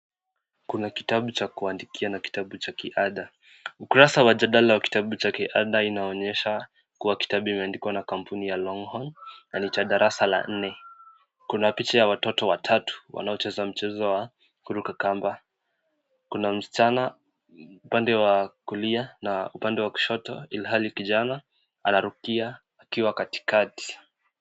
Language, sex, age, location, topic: Swahili, male, 18-24, Kisii, education